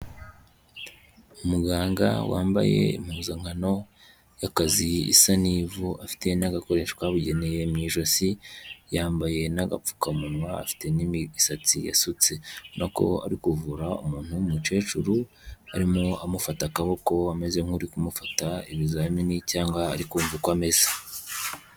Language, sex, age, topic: Kinyarwanda, male, 25-35, health